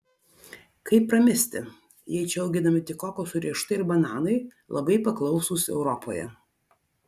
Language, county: Lithuanian, Vilnius